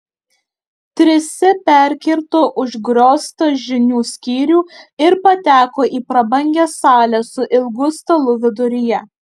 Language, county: Lithuanian, Alytus